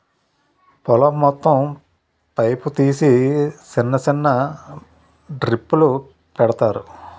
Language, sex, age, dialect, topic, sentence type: Telugu, male, 36-40, Utterandhra, agriculture, statement